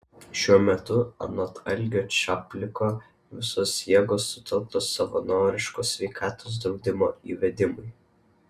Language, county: Lithuanian, Vilnius